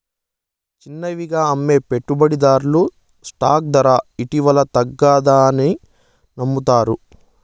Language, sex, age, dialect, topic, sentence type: Telugu, male, 25-30, Southern, banking, statement